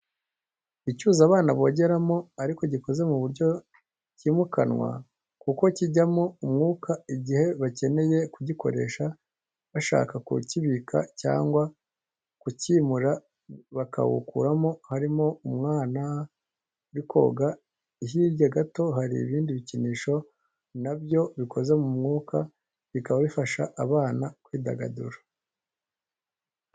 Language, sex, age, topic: Kinyarwanda, male, 25-35, education